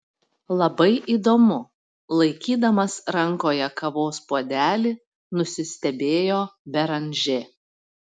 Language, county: Lithuanian, Panevėžys